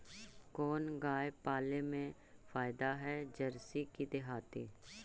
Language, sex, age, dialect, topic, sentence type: Magahi, female, 25-30, Central/Standard, agriculture, question